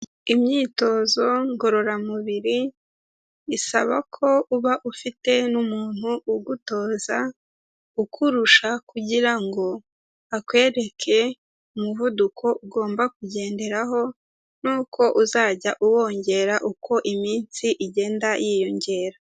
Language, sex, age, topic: Kinyarwanda, female, 50+, health